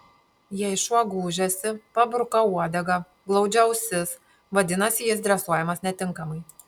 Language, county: Lithuanian, Panevėžys